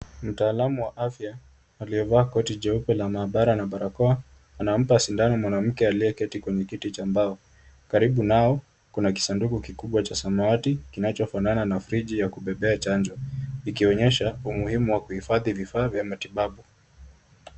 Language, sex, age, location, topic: Swahili, male, 18-24, Kisumu, health